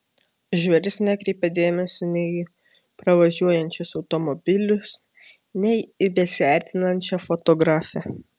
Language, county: Lithuanian, Kaunas